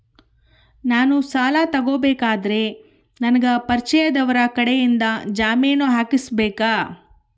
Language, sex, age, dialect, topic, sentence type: Kannada, female, 36-40, Central, banking, question